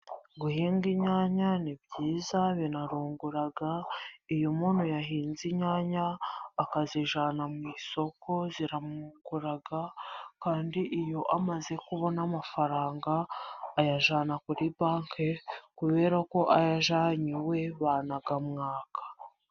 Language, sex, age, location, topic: Kinyarwanda, female, 18-24, Musanze, agriculture